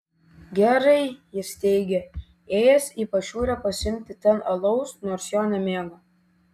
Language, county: Lithuanian, Vilnius